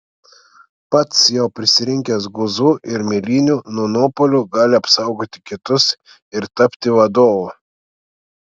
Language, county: Lithuanian, Klaipėda